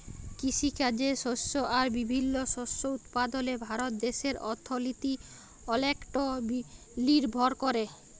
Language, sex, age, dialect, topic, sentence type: Bengali, female, 25-30, Jharkhandi, agriculture, statement